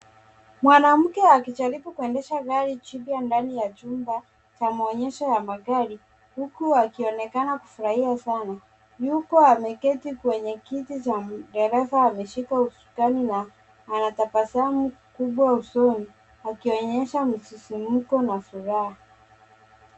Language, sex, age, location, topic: Swahili, male, 18-24, Nairobi, finance